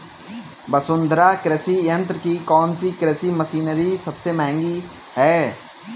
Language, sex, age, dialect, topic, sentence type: Hindi, male, 18-24, Kanauji Braj Bhasha, agriculture, statement